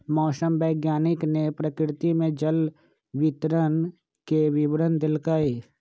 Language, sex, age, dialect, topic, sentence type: Magahi, male, 46-50, Western, agriculture, statement